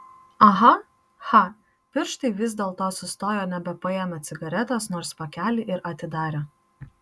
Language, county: Lithuanian, Marijampolė